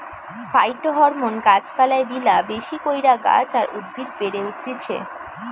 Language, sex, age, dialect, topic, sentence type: Bengali, female, 18-24, Western, agriculture, statement